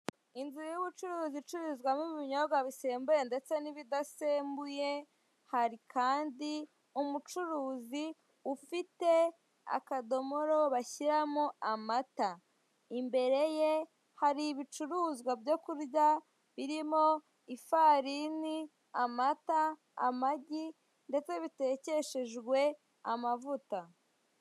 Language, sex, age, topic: Kinyarwanda, female, 25-35, finance